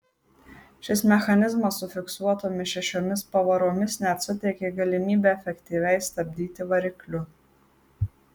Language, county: Lithuanian, Marijampolė